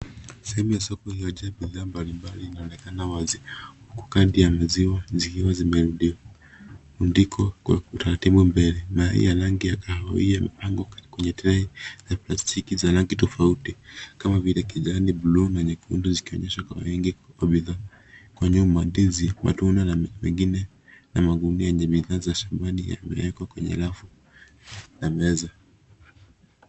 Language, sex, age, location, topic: Swahili, male, 25-35, Nairobi, finance